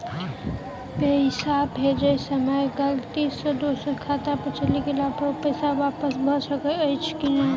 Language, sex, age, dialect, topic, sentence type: Maithili, female, 25-30, Southern/Standard, banking, question